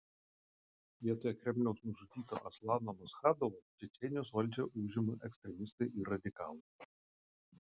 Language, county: Lithuanian, Utena